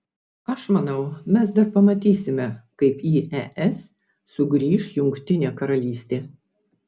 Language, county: Lithuanian, Vilnius